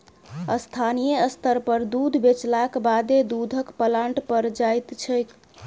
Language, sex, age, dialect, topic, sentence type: Maithili, female, 25-30, Southern/Standard, agriculture, statement